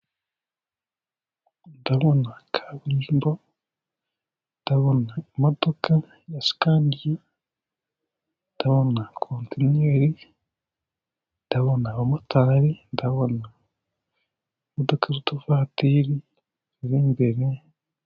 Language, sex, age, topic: Kinyarwanda, male, 18-24, government